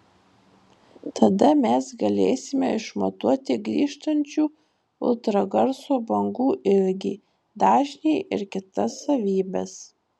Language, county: Lithuanian, Marijampolė